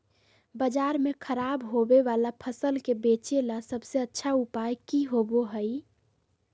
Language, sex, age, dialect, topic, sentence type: Magahi, female, 18-24, Southern, agriculture, statement